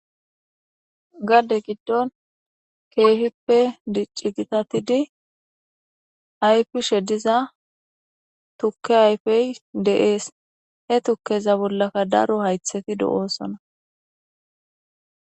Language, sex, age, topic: Gamo, female, 25-35, agriculture